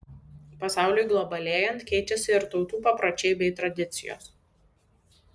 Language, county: Lithuanian, Vilnius